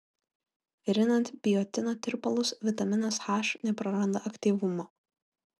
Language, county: Lithuanian, Kaunas